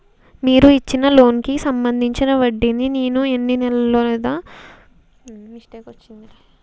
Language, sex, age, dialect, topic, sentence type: Telugu, female, 18-24, Utterandhra, banking, question